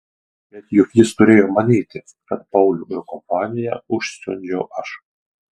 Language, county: Lithuanian, Marijampolė